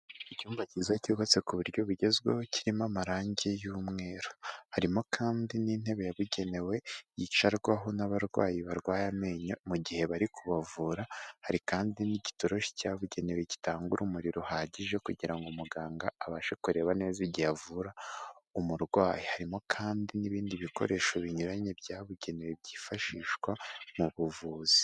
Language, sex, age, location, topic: Kinyarwanda, male, 18-24, Kigali, health